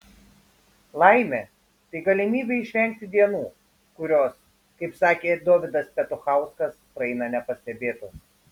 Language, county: Lithuanian, Šiauliai